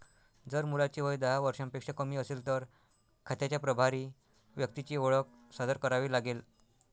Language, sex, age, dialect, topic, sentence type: Marathi, male, 60-100, Northern Konkan, banking, statement